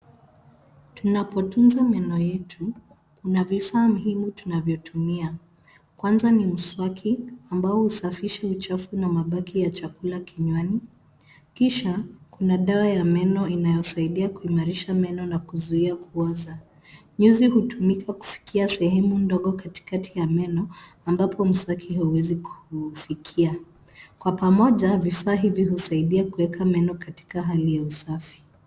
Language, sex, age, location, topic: Swahili, female, 36-49, Nairobi, health